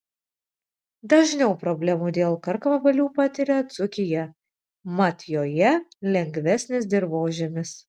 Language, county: Lithuanian, Vilnius